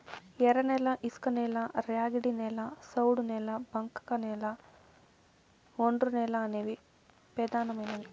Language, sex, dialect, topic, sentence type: Telugu, female, Southern, agriculture, statement